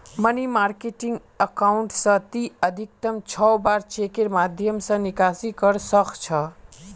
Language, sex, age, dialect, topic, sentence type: Magahi, male, 18-24, Northeastern/Surjapuri, banking, statement